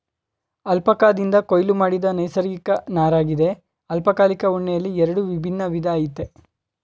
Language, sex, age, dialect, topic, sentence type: Kannada, male, 18-24, Mysore Kannada, agriculture, statement